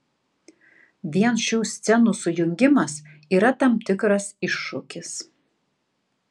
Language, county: Lithuanian, Tauragė